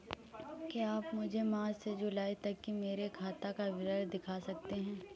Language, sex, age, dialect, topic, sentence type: Hindi, male, 31-35, Awadhi Bundeli, banking, question